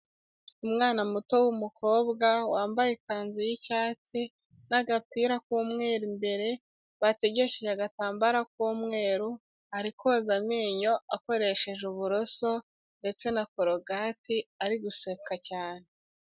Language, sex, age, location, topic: Kinyarwanda, female, 18-24, Kigali, health